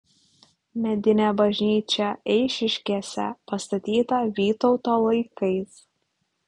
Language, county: Lithuanian, Klaipėda